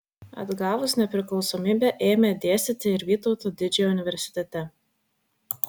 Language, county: Lithuanian, Vilnius